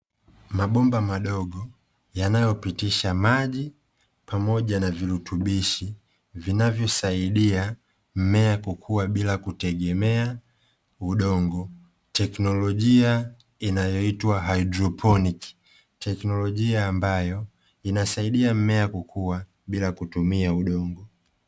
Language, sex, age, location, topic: Swahili, male, 25-35, Dar es Salaam, agriculture